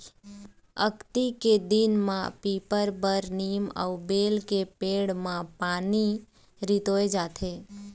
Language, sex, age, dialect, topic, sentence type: Chhattisgarhi, female, 18-24, Eastern, agriculture, statement